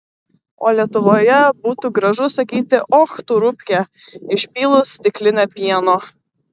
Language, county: Lithuanian, Klaipėda